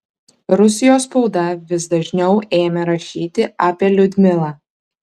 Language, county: Lithuanian, Kaunas